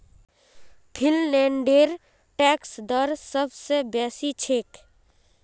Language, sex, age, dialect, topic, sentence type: Magahi, female, 18-24, Northeastern/Surjapuri, banking, statement